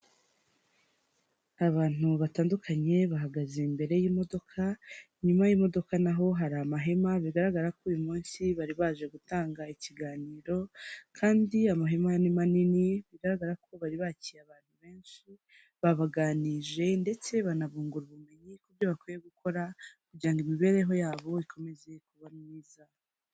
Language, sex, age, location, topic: Kinyarwanda, female, 25-35, Huye, health